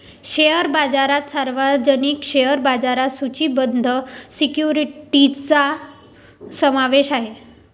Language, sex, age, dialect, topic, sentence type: Marathi, female, 18-24, Varhadi, banking, statement